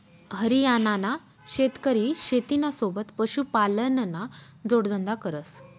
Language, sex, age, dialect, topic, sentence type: Marathi, female, 25-30, Northern Konkan, agriculture, statement